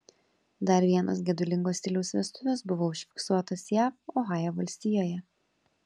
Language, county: Lithuanian, Kaunas